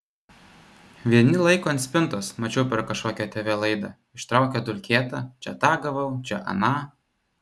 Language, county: Lithuanian, Vilnius